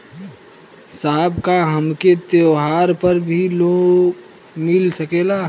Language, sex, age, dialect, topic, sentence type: Bhojpuri, male, 25-30, Western, banking, question